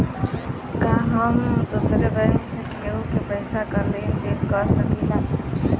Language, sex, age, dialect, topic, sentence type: Bhojpuri, female, 25-30, Western, banking, statement